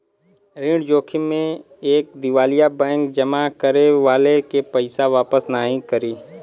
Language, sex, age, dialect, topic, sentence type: Bhojpuri, male, 18-24, Western, banking, statement